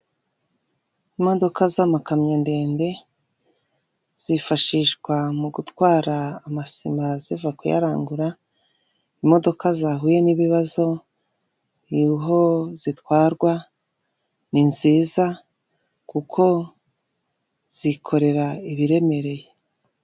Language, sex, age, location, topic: Kinyarwanda, female, 36-49, Kigali, government